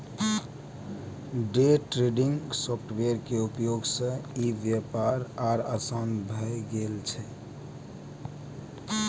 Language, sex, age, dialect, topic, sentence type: Maithili, male, 18-24, Eastern / Thethi, banking, statement